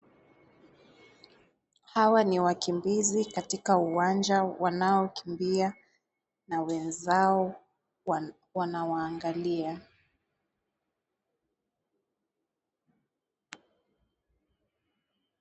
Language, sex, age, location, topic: Swahili, female, 18-24, Kisumu, education